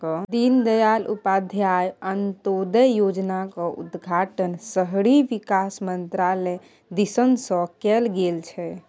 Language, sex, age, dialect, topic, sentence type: Maithili, female, 25-30, Bajjika, banking, statement